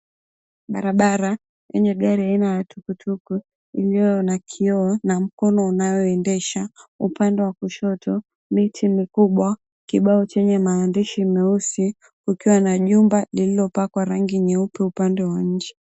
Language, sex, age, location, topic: Swahili, female, 18-24, Mombasa, government